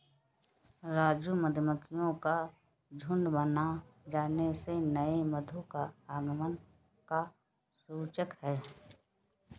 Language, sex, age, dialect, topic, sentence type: Hindi, female, 56-60, Kanauji Braj Bhasha, agriculture, statement